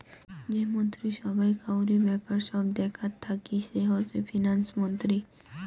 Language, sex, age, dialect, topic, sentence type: Bengali, female, 18-24, Rajbangshi, banking, statement